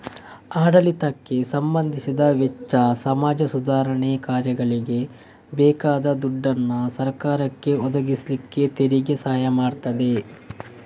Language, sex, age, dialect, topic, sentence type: Kannada, male, 18-24, Coastal/Dakshin, banking, statement